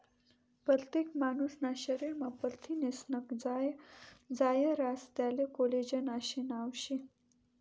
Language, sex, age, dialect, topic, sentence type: Marathi, female, 25-30, Northern Konkan, agriculture, statement